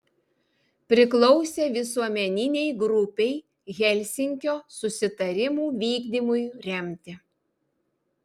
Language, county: Lithuanian, Vilnius